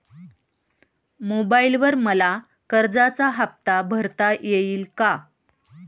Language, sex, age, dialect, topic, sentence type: Marathi, female, 31-35, Standard Marathi, banking, question